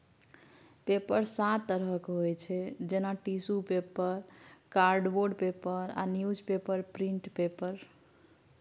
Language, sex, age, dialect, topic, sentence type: Maithili, female, 36-40, Bajjika, agriculture, statement